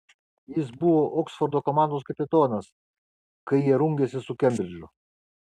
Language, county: Lithuanian, Kaunas